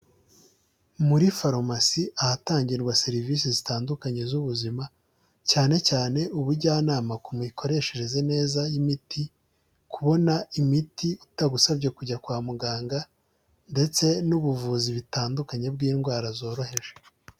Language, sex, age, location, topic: Kinyarwanda, male, 18-24, Huye, health